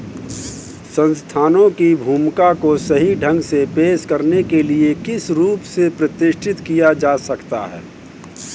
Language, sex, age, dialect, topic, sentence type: Hindi, male, 31-35, Kanauji Braj Bhasha, banking, statement